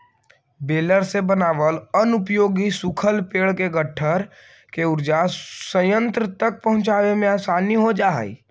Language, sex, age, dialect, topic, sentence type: Magahi, male, 25-30, Central/Standard, banking, statement